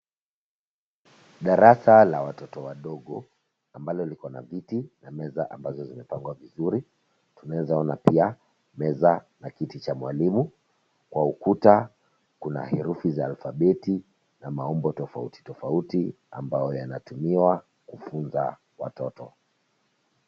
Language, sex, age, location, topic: Swahili, male, 25-35, Nairobi, education